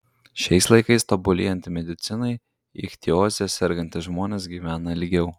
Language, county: Lithuanian, Klaipėda